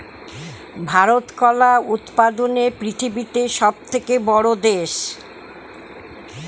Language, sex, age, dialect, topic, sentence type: Bengali, female, 60-100, Standard Colloquial, agriculture, statement